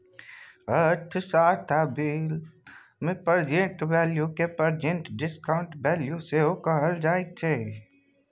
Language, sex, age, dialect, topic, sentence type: Maithili, male, 60-100, Bajjika, banking, statement